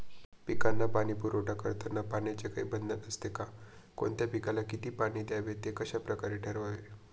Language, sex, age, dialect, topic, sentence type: Marathi, male, 25-30, Northern Konkan, agriculture, question